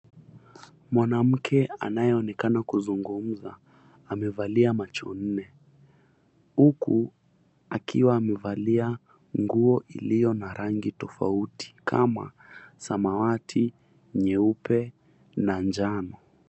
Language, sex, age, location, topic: Swahili, female, 50+, Mombasa, government